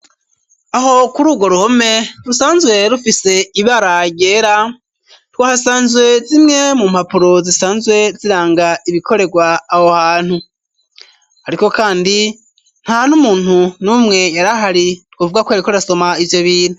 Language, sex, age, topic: Rundi, male, 25-35, education